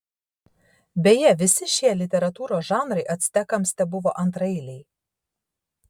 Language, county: Lithuanian, Šiauliai